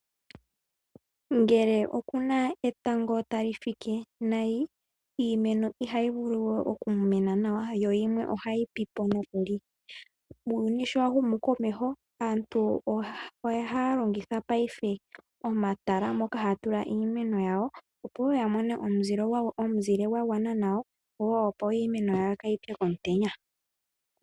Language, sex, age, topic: Oshiwambo, female, 18-24, agriculture